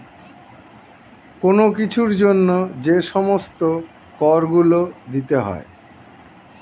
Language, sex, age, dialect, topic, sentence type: Bengali, male, 51-55, Standard Colloquial, banking, statement